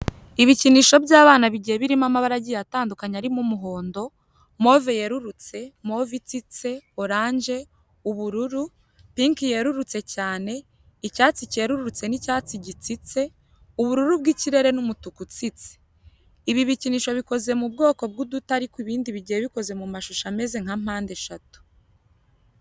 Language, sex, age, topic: Kinyarwanda, female, 18-24, education